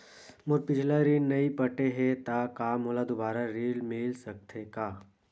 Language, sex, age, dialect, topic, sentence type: Chhattisgarhi, male, 18-24, Western/Budati/Khatahi, banking, question